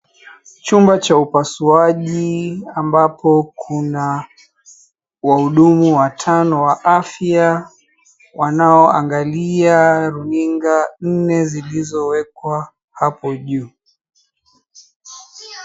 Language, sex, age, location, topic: Swahili, male, 36-49, Mombasa, health